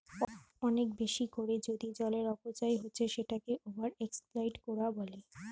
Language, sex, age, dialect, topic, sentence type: Bengali, female, 25-30, Western, agriculture, statement